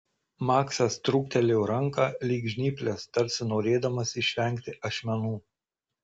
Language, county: Lithuanian, Marijampolė